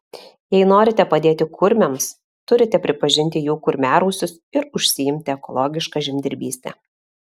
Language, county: Lithuanian, Alytus